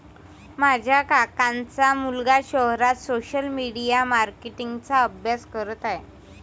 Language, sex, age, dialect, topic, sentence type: Marathi, male, 18-24, Varhadi, banking, statement